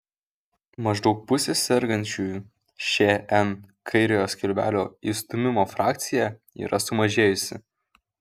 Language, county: Lithuanian, Kaunas